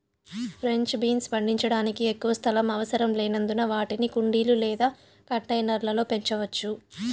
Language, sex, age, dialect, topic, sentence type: Telugu, female, 25-30, Southern, agriculture, statement